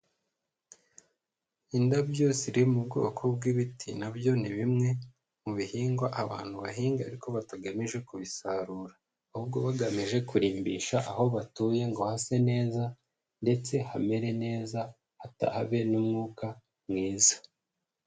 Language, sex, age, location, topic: Kinyarwanda, male, 25-35, Huye, agriculture